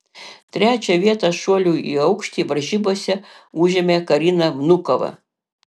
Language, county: Lithuanian, Panevėžys